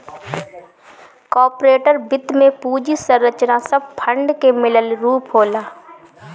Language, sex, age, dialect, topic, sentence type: Bhojpuri, female, 25-30, Northern, banking, statement